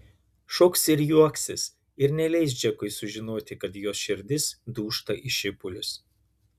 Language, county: Lithuanian, Klaipėda